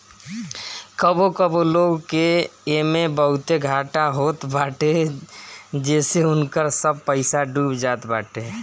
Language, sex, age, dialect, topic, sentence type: Bhojpuri, male, 25-30, Northern, banking, statement